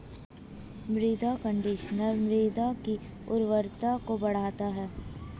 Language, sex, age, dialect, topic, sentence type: Hindi, female, 18-24, Hindustani Malvi Khadi Boli, agriculture, statement